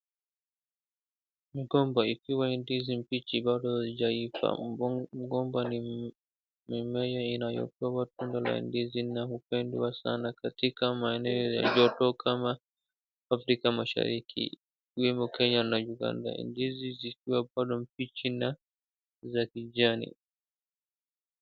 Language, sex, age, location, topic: Swahili, male, 25-35, Wajir, agriculture